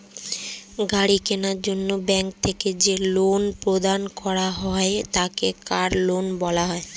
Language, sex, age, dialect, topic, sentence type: Bengali, female, 36-40, Standard Colloquial, banking, statement